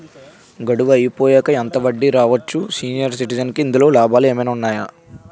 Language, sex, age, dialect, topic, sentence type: Telugu, male, 51-55, Utterandhra, banking, question